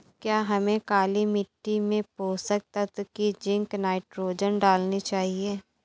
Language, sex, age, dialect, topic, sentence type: Hindi, female, 25-30, Awadhi Bundeli, agriculture, question